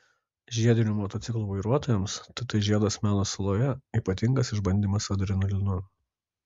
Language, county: Lithuanian, Kaunas